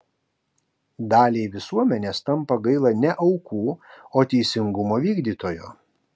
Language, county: Lithuanian, Kaunas